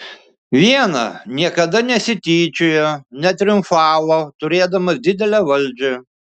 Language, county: Lithuanian, Šiauliai